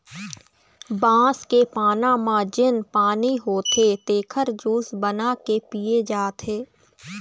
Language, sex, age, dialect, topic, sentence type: Chhattisgarhi, female, 60-100, Eastern, agriculture, statement